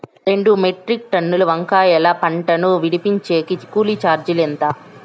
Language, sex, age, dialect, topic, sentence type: Telugu, male, 25-30, Southern, agriculture, question